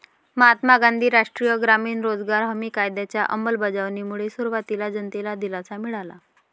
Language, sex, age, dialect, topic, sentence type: Marathi, female, 25-30, Varhadi, banking, statement